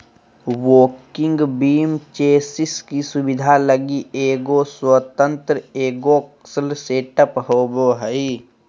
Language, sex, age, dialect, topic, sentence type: Magahi, male, 18-24, Southern, agriculture, statement